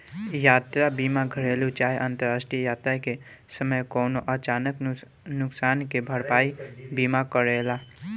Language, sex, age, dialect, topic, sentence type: Bhojpuri, male, <18, Southern / Standard, banking, statement